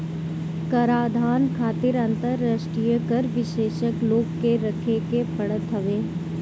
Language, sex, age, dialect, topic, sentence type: Bhojpuri, female, 18-24, Northern, banking, statement